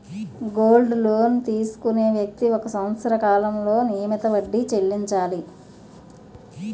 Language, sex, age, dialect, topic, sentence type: Telugu, female, 46-50, Utterandhra, banking, statement